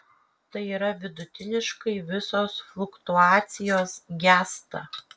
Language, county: Lithuanian, Kaunas